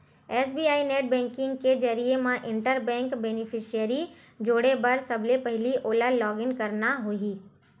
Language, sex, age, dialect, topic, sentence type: Chhattisgarhi, female, 25-30, Western/Budati/Khatahi, banking, statement